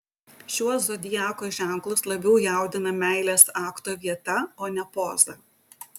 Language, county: Lithuanian, Utena